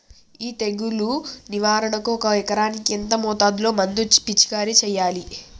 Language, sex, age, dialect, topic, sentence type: Telugu, female, 18-24, Telangana, agriculture, question